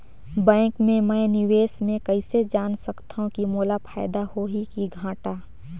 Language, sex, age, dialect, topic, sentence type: Chhattisgarhi, female, 18-24, Northern/Bhandar, banking, question